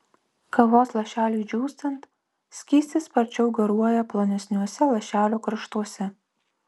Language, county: Lithuanian, Vilnius